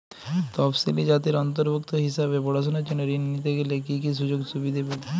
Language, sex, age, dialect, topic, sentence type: Bengali, female, 41-45, Jharkhandi, banking, question